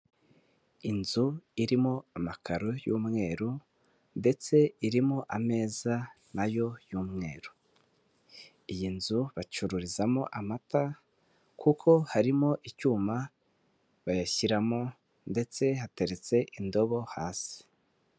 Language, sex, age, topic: Kinyarwanda, male, 18-24, finance